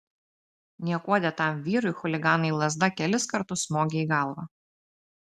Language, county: Lithuanian, Telšiai